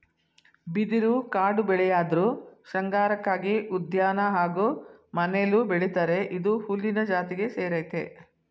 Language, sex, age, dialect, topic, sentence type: Kannada, female, 60-100, Mysore Kannada, agriculture, statement